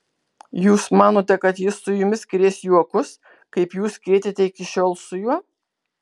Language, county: Lithuanian, Kaunas